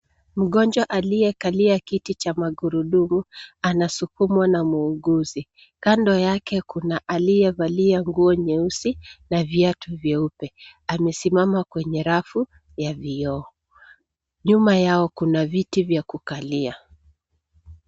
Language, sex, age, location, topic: Swahili, female, 36-49, Nairobi, health